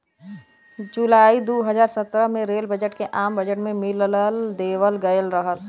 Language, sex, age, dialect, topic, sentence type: Bhojpuri, female, 25-30, Western, banking, statement